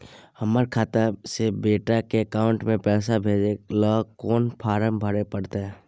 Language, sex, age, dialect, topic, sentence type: Maithili, male, 31-35, Bajjika, banking, question